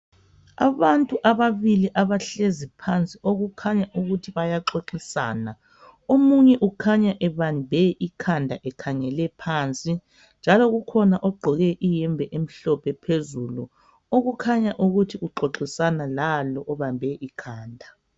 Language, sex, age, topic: North Ndebele, female, 18-24, health